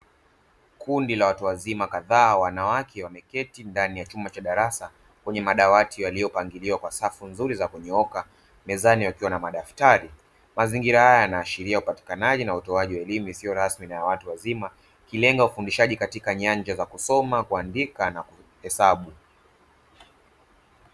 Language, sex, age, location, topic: Swahili, male, 25-35, Dar es Salaam, education